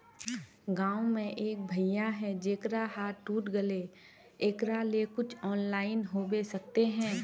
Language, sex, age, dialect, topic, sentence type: Magahi, female, 25-30, Northeastern/Surjapuri, banking, question